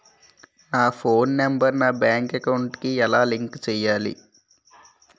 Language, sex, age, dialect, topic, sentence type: Telugu, male, 18-24, Utterandhra, banking, question